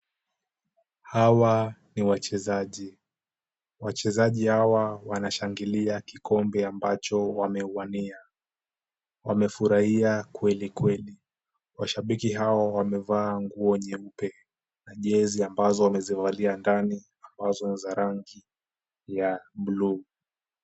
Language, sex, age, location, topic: Swahili, male, 18-24, Kisumu, government